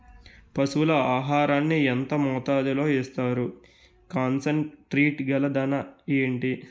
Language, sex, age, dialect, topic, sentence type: Telugu, male, 18-24, Utterandhra, agriculture, question